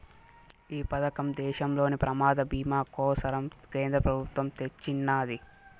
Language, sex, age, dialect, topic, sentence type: Telugu, male, 18-24, Southern, banking, statement